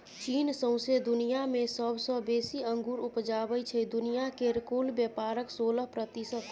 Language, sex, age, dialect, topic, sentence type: Maithili, female, 25-30, Bajjika, agriculture, statement